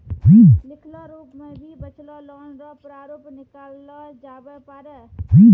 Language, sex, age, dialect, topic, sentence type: Maithili, female, 25-30, Angika, banking, statement